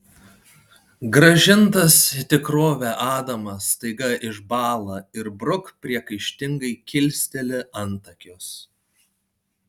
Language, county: Lithuanian, Panevėžys